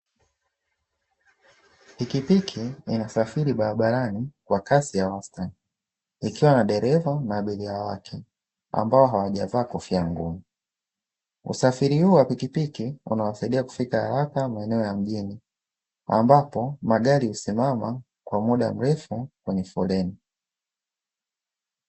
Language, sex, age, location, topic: Swahili, male, 25-35, Dar es Salaam, government